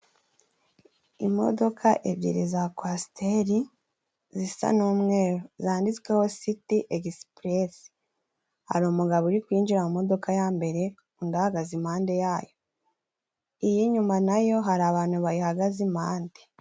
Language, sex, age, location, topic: Kinyarwanda, female, 18-24, Musanze, government